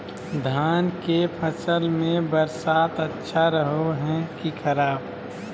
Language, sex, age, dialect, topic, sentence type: Magahi, male, 25-30, Southern, agriculture, question